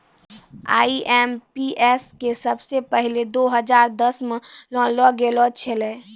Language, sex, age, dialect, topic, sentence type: Maithili, female, 18-24, Angika, banking, statement